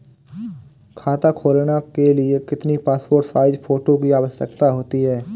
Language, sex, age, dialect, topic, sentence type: Hindi, male, 25-30, Awadhi Bundeli, banking, question